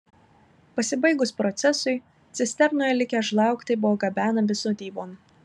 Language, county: Lithuanian, Marijampolė